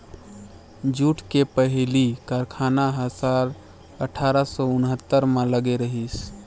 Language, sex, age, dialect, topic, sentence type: Chhattisgarhi, male, 18-24, Northern/Bhandar, agriculture, statement